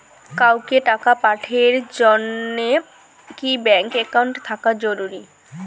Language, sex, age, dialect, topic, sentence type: Bengali, female, 18-24, Rajbangshi, banking, question